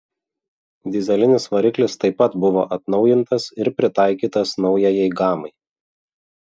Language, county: Lithuanian, Vilnius